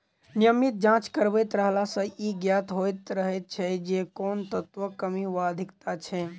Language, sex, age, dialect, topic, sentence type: Maithili, male, 18-24, Southern/Standard, agriculture, statement